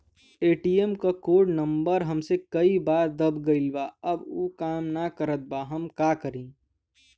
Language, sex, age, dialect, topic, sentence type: Bhojpuri, male, 18-24, Western, banking, question